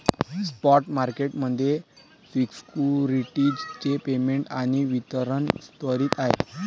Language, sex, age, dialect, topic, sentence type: Marathi, male, 18-24, Varhadi, banking, statement